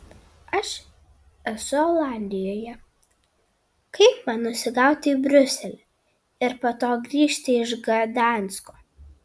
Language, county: Lithuanian, Kaunas